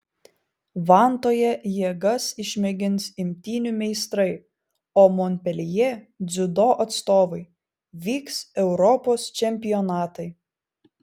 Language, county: Lithuanian, Vilnius